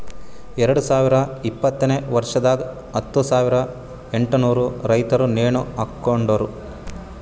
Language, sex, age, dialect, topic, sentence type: Kannada, male, 18-24, Northeastern, agriculture, statement